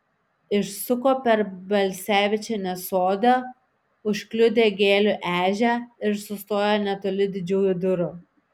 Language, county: Lithuanian, Šiauliai